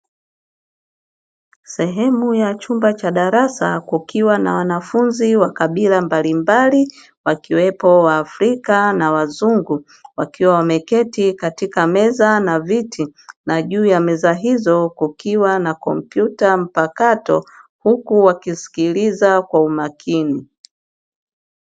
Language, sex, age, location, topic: Swahili, female, 25-35, Dar es Salaam, education